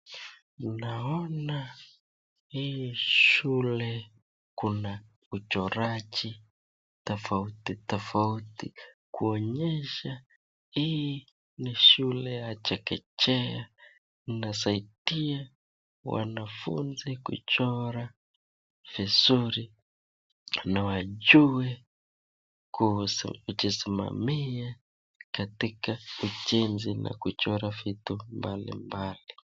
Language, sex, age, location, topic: Swahili, male, 25-35, Nakuru, education